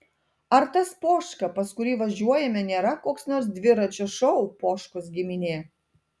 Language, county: Lithuanian, Telšiai